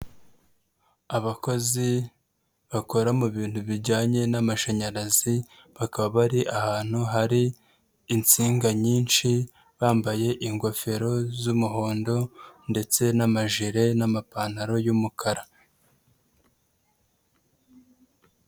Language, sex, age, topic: Kinyarwanda, female, 36-49, government